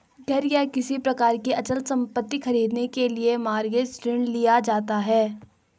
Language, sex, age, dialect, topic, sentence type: Hindi, female, 18-24, Garhwali, banking, statement